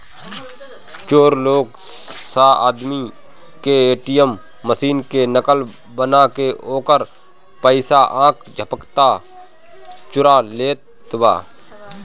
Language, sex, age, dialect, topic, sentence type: Bhojpuri, male, 25-30, Northern, banking, statement